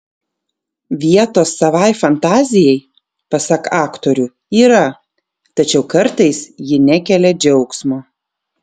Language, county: Lithuanian, Vilnius